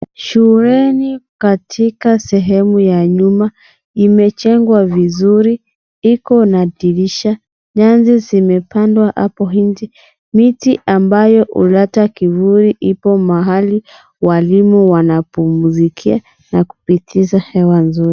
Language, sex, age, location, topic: Swahili, female, 25-35, Kisii, education